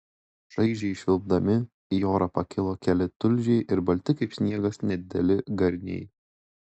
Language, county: Lithuanian, Klaipėda